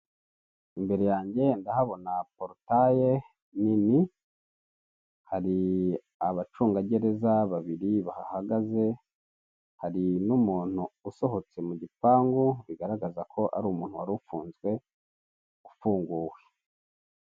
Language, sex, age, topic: Kinyarwanda, male, 25-35, government